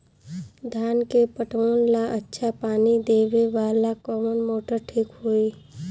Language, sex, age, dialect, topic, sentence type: Bhojpuri, female, 25-30, Southern / Standard, agriculture, question